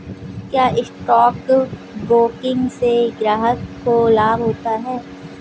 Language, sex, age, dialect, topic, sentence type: Hindi, female, 18-24, Kanauji Braj Bhasha, banking, question